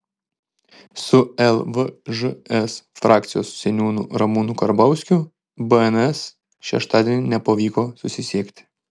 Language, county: Lithuanian, Šiauliai